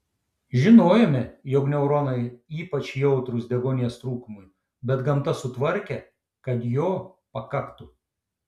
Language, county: Lithuanian, Šiauliai